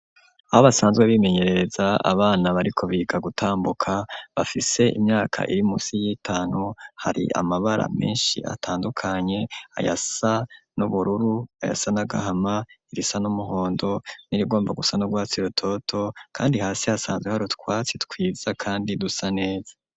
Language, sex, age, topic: Rundi, female, 18-24, education